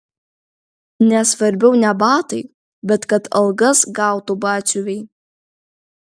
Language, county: Lithuanian, Vilnius